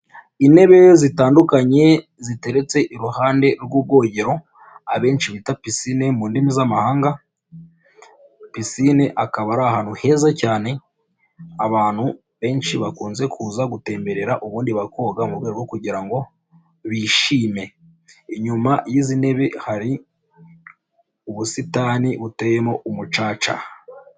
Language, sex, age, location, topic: Kinyarwanda, male, 25-35, Nyagatare, finance